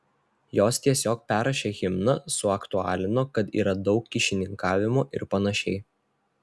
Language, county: Lithuanian, Telšiai